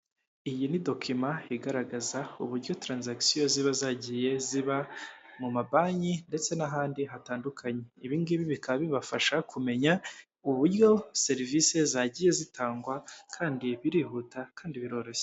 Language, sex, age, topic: Kinyarwanda, male, 18-24, finance